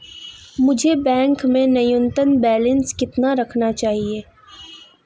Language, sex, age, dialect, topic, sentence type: Hindi, female, 18-24, Marwari Dhudhari, banking, question